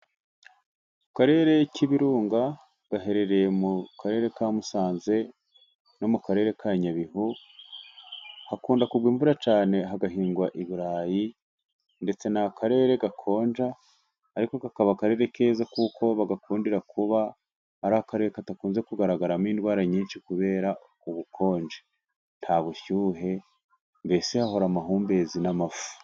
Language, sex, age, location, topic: Kinyarwanda, male, 36-49, Musanze, agriculture